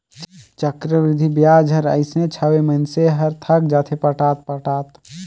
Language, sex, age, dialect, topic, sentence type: Chhattisgarhi, male, 18-24, Northern/Bhandar, banking, statement